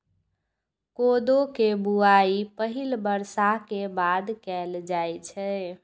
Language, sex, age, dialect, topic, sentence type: Maithili, female, 46-50, Eastern / Thethi, agriculture, statement